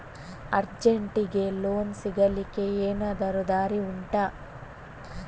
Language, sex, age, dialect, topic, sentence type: Kannada, female, 18-24, Coastal/Dakshin, banking, question